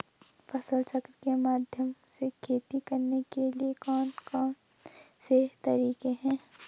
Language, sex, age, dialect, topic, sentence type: Hindi, female, 18-24, Garhwali, agriculture, question